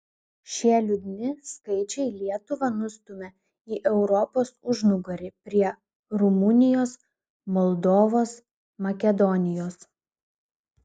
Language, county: Lithuanian, Klaipėda